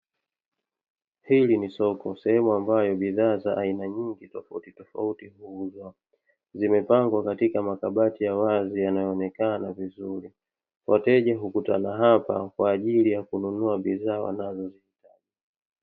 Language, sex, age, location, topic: Swahili, male, 25-35, Dar es Salaam, finance